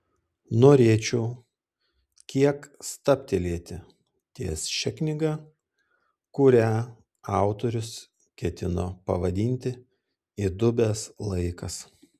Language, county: Lithuanian, Klaipėda